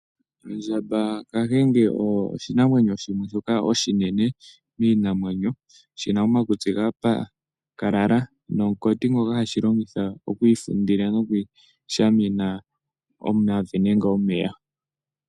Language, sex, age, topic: Oshiwambo, male, 18-24, agriculture